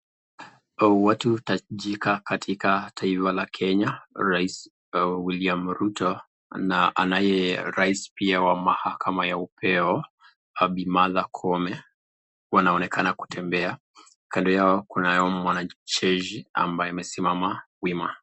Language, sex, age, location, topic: Swahili, male, 36-49, Nakuru, government